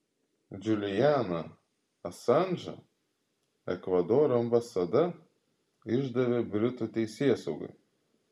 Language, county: Lithuanian, Klaipėda